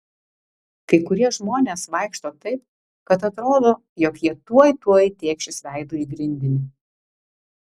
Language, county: Lithuanian, Vilnius